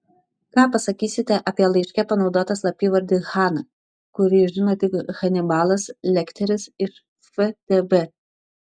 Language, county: Lithuanian, Šiauliai